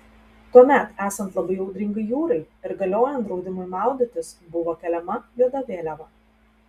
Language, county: Lithuanian, Telšiai